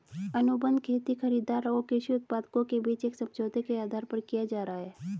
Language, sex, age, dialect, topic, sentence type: Hindi, female, 36-40, Hindustani Malvi Khadi Boli, agriculture, statement